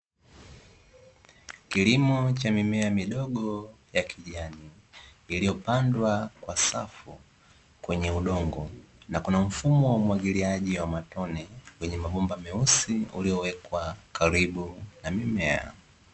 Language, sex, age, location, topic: Swahili, male, 18-24, Dar es Salaam, agriculture